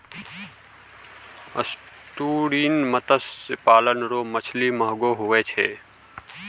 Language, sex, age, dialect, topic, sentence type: Maithili, male, 41-45, Angika, agriculture, statement